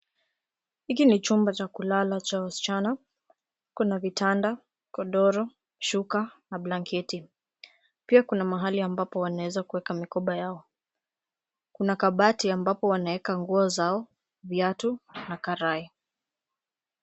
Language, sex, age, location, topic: Swahili, female, 18-24, Nairobi, education